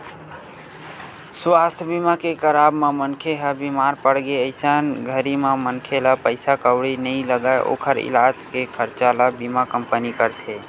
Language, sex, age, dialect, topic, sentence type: Chhattisgarhi, male, 18-24, Western/Budati/Khatahi, banking, statement